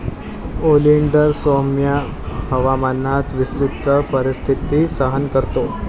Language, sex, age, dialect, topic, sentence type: Marathi, male, 18-24, Varhadi, agriculture, statement